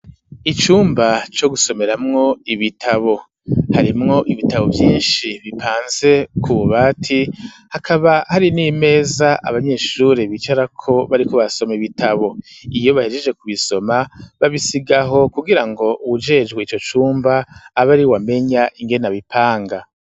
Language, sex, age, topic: Rundi, male, 50+, education